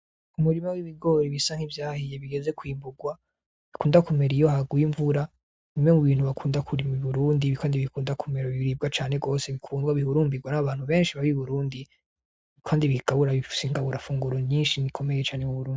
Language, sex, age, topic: Rundi, male, 25-35, agriculture